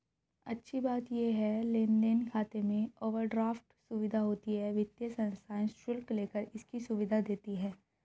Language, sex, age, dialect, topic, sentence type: Hindi, female, 31-35, Hindustani Malvi Khadi Boli, banking, statement